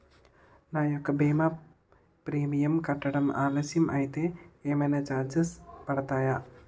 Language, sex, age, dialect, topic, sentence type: Telugu, male, 18-24, Utterandhra, banking, question